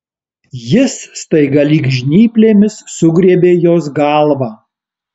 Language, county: Lithuanian, Alytus